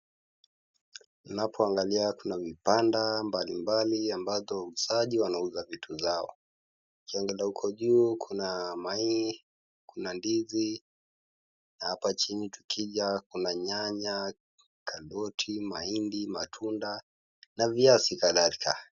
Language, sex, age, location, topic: Swahili, male, 18-24, Kisii, finance